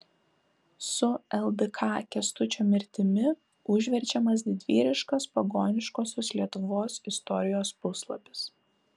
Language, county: Lithuanian, Kaunas